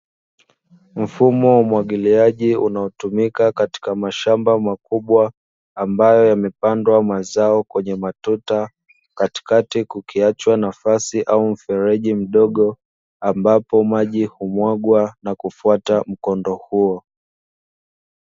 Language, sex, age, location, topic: Swahili, male, 25-35, Dar es Salaam, agriculture